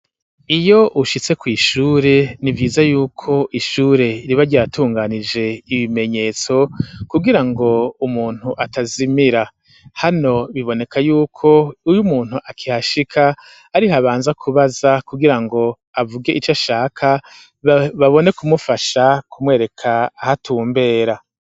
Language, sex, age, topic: Rundi, male, 36-49, education